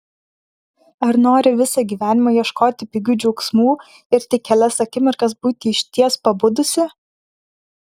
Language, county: Lithuanian, Vilnius